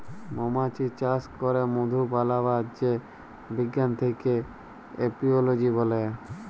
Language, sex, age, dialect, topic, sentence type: Bengali, female, 31-35, Jharkhandi, agriculture, statement